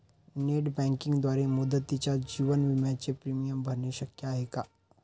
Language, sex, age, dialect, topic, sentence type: Marathi, male, 25-30, Standard Marathi, banking, statement